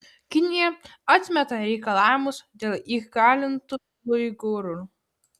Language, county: Lithuanian, Kaunas